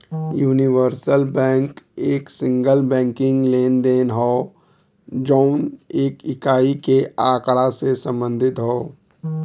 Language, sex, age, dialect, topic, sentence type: Bhojpuri, male, 36-40, Western, banking, statement